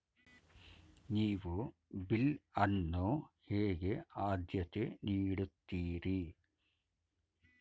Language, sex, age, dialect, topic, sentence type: Kannada, male, 51-55, Mysore Kannada, banking, question